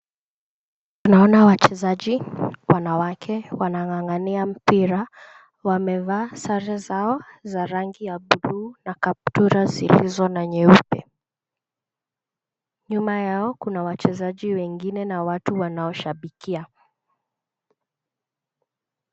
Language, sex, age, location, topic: Swahili, female, 18-24, Kisumu, government